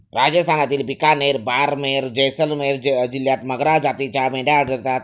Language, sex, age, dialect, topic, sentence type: Marathi, male, 36-40, Standard Marathi, agriculture, statement